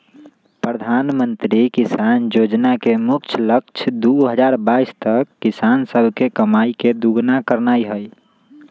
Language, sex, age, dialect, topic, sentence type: Magahi, male, 18-24, Western, agriculture, statement